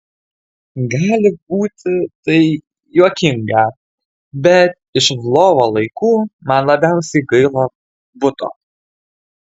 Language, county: Lithuanian, Kaunas